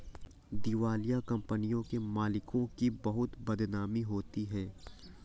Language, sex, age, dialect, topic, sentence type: Hindi, male, 18-24, Awadhi Bundeli, banking, statement